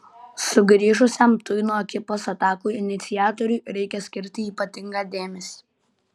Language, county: Lithuanian, Kaunas